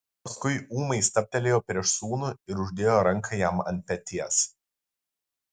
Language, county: Lithuanian, Kaunas